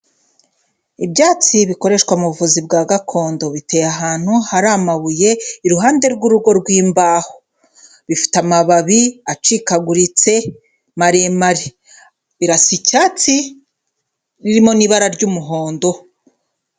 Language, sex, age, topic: Kinyarwanda, female, 25-35, health